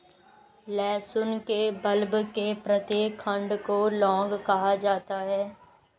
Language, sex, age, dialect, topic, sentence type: Hindi, female, 51-55, Hindustani Malvi Khadi Boli, agriculture, statement